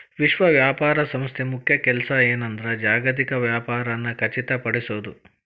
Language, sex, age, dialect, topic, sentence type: Kannada, male, 41-45, Dharwad Kannada, banking, statement